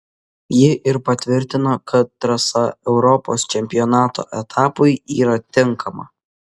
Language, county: Lithuanian, Kaunas